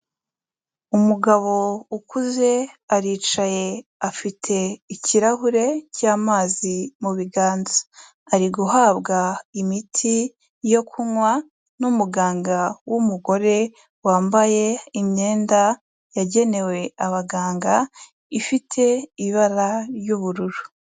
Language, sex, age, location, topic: Kinyarwanda, female, 18-24, Kigali, health